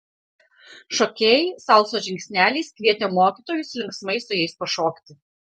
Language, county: Lithuanian, Panevėžys